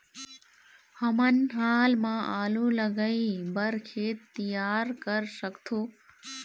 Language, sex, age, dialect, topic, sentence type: Chhattisgarhi, female, 18-24, Eastern, agriculture, question